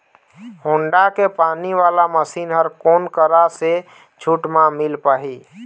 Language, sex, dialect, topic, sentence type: Chhattisgarhi, male, Eastern, agriculture, question